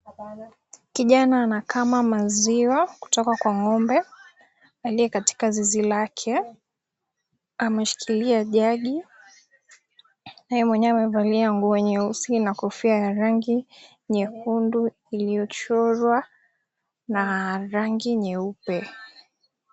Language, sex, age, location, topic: Swahili, female, 18-24, Mombasa, agriculture